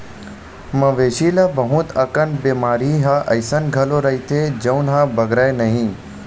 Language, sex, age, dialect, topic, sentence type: Chhattisgarhi, male, 18-24, Western/Budati/Khatahi, agriculture, statement